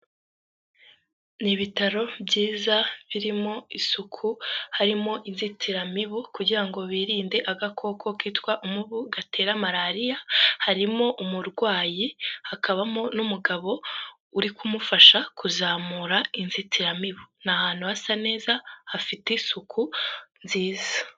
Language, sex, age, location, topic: Kinyarwanda, female, 18-24, Huye, health